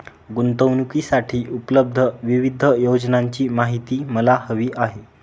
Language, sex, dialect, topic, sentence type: Marathi, male, Northern Konkan, banking, question